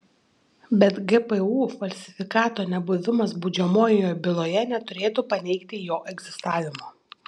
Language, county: Lithuanian, Šiauliai